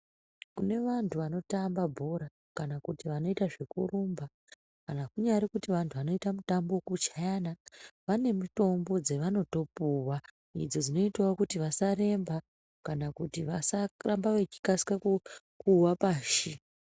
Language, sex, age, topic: Ndau, female, 25-35, health